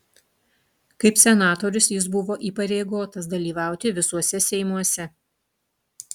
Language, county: Lithuanian, Utena